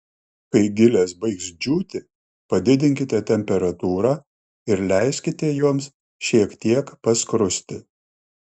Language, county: Lithuanian, Klaipėda